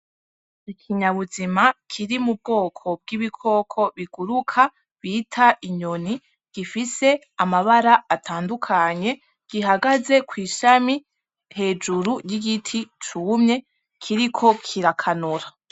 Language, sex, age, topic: Rundi, female, 18-24, agriculture